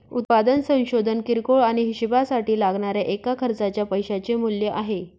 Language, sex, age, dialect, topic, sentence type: Marathi, female, 25-30, Northern Konkan, banking, statement